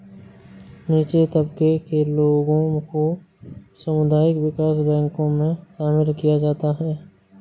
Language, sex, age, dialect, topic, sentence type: Hindi, male, 60-100, Awadhi Bundeli, banking, statement